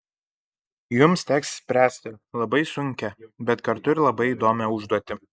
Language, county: Lithuanian, Kaunas